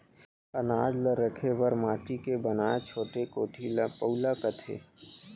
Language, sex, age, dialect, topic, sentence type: Chhattisgarhi, male, 18-24, Central, agriculture, statement